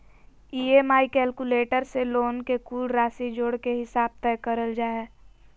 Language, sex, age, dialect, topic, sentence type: Magahi, female, 18-24, Southern, banking, statement